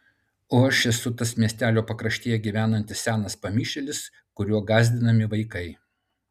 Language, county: Lithuanian, Utena